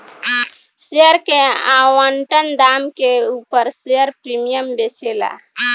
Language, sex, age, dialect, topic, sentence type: Bhojpuri, female, 25-30, Southern / Standard, banking, statement